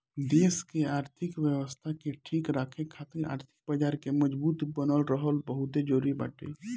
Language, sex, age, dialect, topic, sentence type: Bhojpuri, male, 18-24, Northern, banking, statement